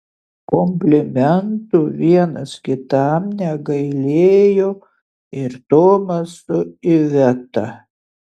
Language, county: Lithuanian, Utena